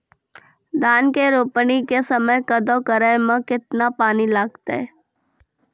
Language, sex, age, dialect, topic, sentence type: Maithili, female, 36-40, Angika, agriculture, question